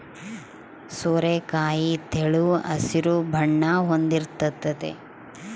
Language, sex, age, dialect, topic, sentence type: Kannada, female, 36-40, Central, agriculture, statement